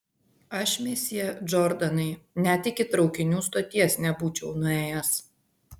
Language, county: Lithuanian, Vilnius